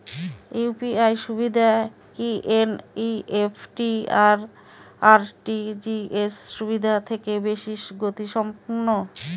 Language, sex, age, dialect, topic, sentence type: Bengali, female, 31-35, Northern/Varendri, banking, question